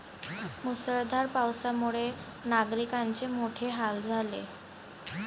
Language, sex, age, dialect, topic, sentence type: Marathi, female, 51-55, Varhadi, agriculture, statement